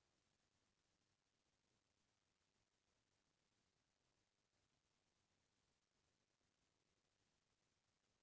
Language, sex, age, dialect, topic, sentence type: Chhattisgarhi, female, 36-40, Central, banking, statement